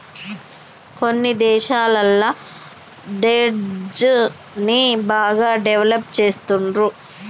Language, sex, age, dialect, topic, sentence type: Telugu, female, 31-35, Telangana, banking, statement